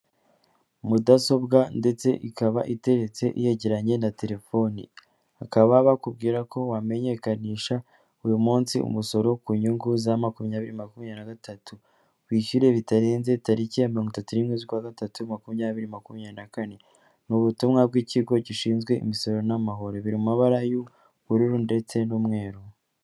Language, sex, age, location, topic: Kinyarwanda, female, 18-24, Kigali, government